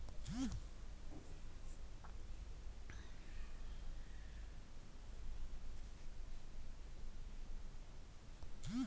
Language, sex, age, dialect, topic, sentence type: Kannada, female, 36-40, Mysore Kannada, agriculture, statement